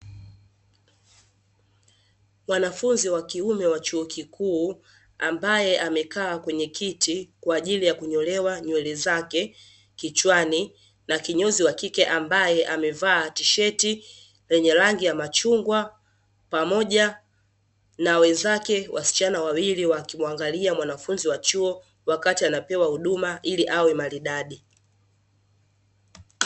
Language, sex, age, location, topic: Swahili, female, 18-24, Dar es Salaam, education